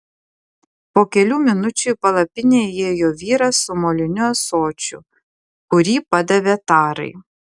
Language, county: Lithuanian, Klaipėda